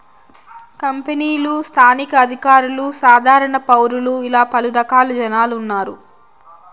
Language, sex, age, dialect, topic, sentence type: Telugu, female, 25-30, Southern, banking, statement